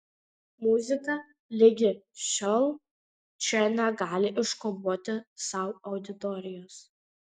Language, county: Lithuanian, Panevėžys